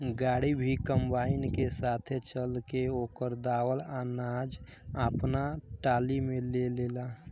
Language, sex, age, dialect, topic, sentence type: Bhojpuri, male, 18-24, Southern / Standard, agriculture, statement